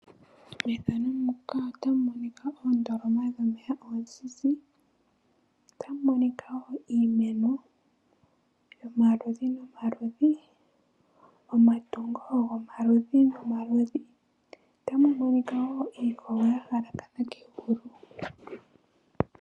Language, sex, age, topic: Oshiwambo, female, 18-24, agriculture